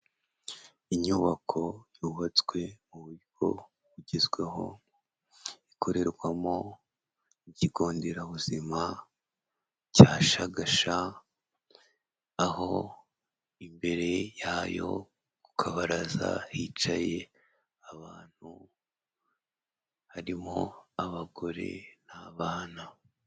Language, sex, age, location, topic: Kinyarwanda, male, 18-24, Kigali, health